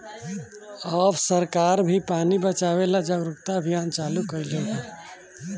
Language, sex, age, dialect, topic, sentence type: Bhojpuri, male, 25-30, Southern / Standard, agriculture, statement